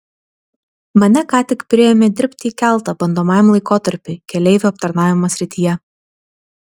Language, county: Lithuanian, Vilnius